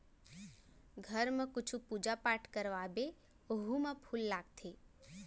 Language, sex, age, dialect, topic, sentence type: Chhattisgarhi, female, 18-24, Central, agriculture, statement